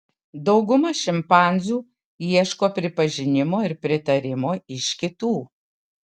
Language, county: Lithuanian, Kaunas